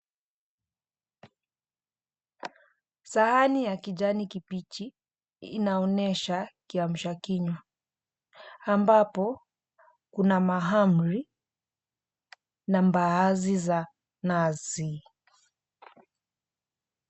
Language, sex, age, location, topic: Swahili, female, 25-35, Mombasa, agriculture